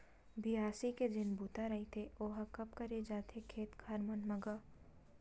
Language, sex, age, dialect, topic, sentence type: Chhattisgarhi, female, 18-24, Western/Budati/Khatahi, agriculture, statement